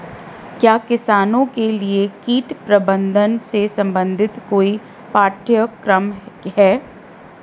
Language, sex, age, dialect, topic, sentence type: Hindi, female, 31-35, Marwari Dhudhari, agriculture, question